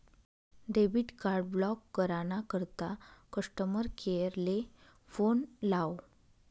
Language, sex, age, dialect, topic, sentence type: Marathi, female, 31-35, Northern Konkan, banking, statement